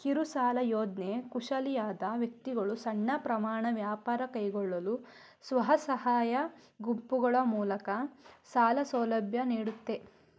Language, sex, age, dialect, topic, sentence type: Kannada, male, 31-35, Mysore Kannada, banking, statement